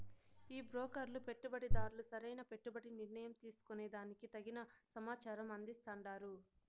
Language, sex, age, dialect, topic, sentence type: Telugu, female, 60-100, Southern, banking, statement